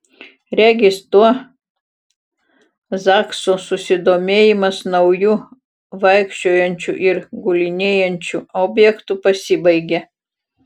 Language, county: Lithuanian, Utena